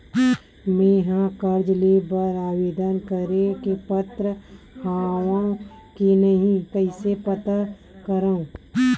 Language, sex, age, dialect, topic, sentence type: Chhattisgarhi, female, 31-35, Western/Budati/Khatahi, banking, statement